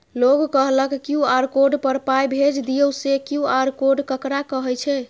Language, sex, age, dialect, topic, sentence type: Maithili, female, 25-30, Eastern / Thethi, banking, question